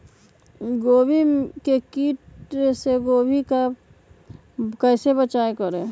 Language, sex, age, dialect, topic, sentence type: Magahi, male, 31-35, Western, agriculture, question